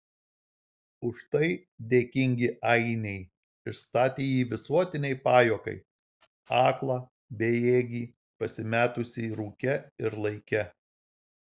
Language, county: Lithuanian, Marijampolė